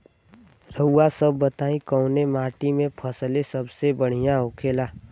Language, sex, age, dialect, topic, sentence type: Bhojpuri, female, 18-24, Western, agriculture, question